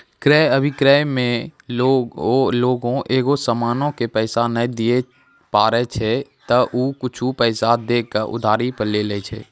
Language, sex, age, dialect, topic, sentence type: Maithili, male, 18-24, Angika, banking, statement